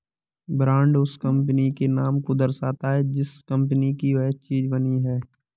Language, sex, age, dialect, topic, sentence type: Hindi, male, 18-24, Kanauji Braj Bhasha, banking, statement